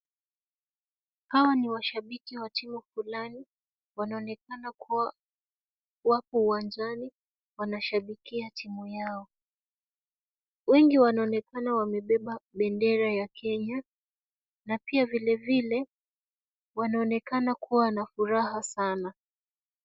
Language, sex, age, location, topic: Swahili, female, 25-35, Kisumu, government